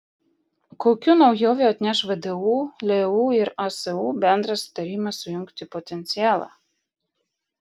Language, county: Lithuanian, Vilnius